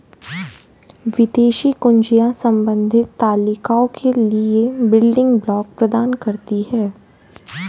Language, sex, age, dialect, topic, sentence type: Hindi, female, 18-24, Hindustani Malvi Khadi Boli, banking, statement